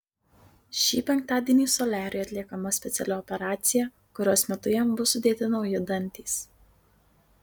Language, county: Lithuanian, Marijampolė